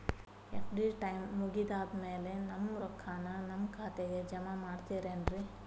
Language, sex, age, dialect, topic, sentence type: Kannada, female, 31-35, Dharwad Kannada, banking, question